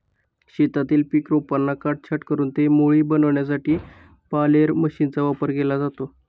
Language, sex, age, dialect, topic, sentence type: Marathi, male, 31-35, Standard Marathi, agriculture, statement